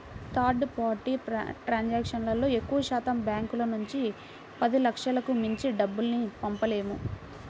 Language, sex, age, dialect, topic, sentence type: Telugu, female, 18-24, Central/Coastal, banking, statement